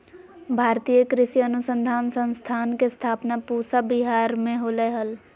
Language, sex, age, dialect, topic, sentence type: Magahi, female, 18-24, Southern, agriculture, statement